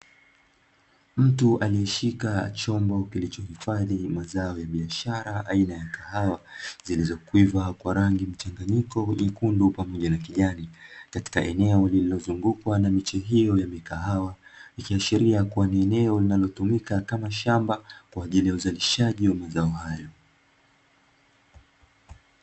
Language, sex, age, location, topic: Swahili, male, 25-35, Dar es Salaam, agriculture